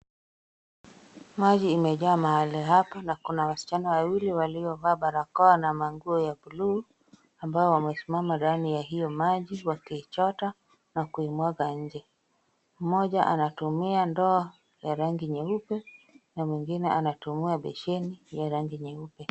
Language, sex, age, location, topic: Swahili, female, 36-49, Kisumu, health